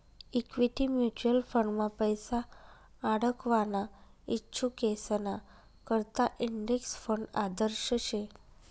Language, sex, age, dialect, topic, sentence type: Marathi, female, 18-24, Northern Konkan, banking, statement